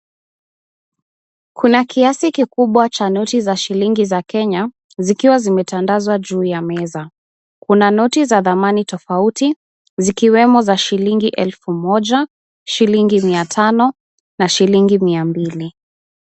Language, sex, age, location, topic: Swahili, female, 18-24, Kisumu, finance